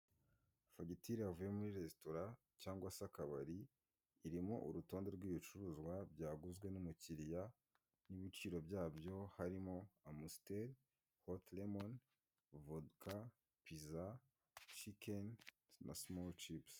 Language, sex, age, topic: Kinyarwanda, male, 18-24, finance